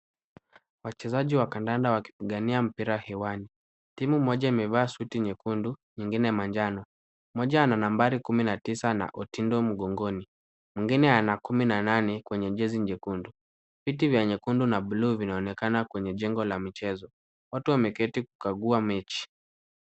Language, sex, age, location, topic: Swahili, male, 18-24, Kisumu, government